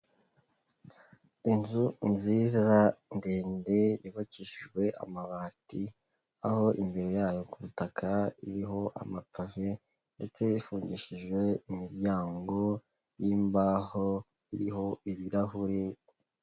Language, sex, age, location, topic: Kinyarwanda, male, 18-24, Kigali, health